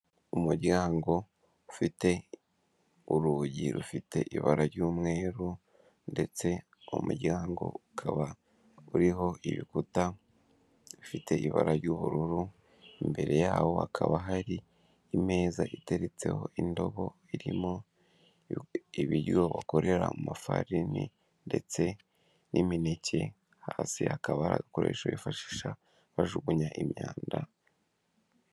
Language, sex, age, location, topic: Kinyarwanda, male, 18-24, Kigali, finance